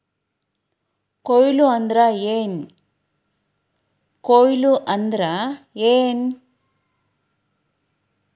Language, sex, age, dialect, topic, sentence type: Kannada, female, 31-35, Dharwad Kannada, agriculture, question